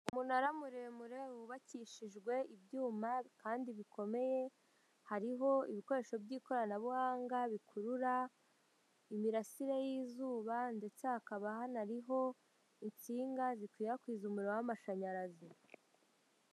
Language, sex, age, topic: Kinyarwanda, female, 50+, government